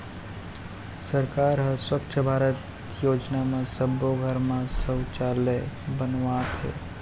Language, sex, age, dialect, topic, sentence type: Chhattisgarhi, male, 18-24, Central, banking, statement